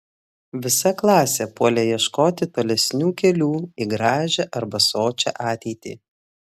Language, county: Lithuanian, Klaipėda